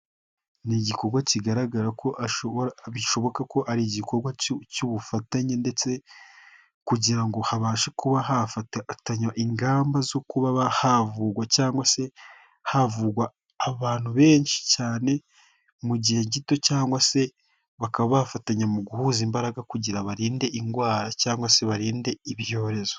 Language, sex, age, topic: Kinyarwanda, male, 18-24, health